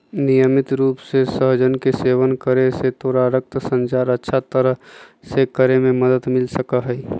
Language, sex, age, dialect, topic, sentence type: Magahi, male, 25-30, Western, agriculture, statement